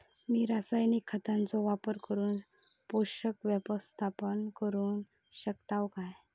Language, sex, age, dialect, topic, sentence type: Marathi, male, 18-24, Southern Konkan, agriculture, question